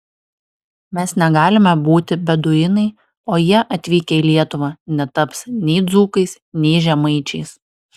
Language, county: Lithuanian, Alytus